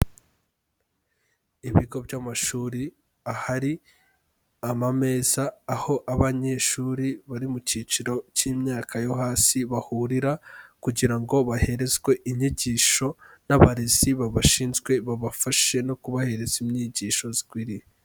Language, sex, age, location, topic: Kinyarwanda, male, 18-24, Kigali, education